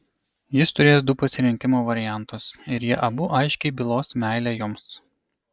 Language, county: Lithuanian, Kaunas